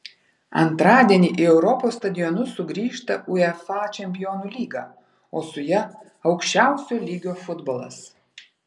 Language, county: Lithuanian, Vilnius